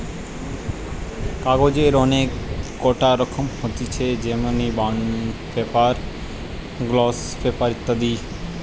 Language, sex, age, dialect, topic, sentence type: Bengali, male, 18-24, Western, agriculture, statement